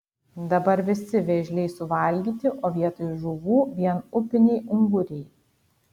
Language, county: Lithuanian, Kaunas